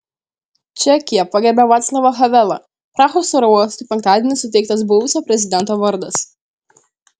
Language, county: Lithuanian, Šiauliai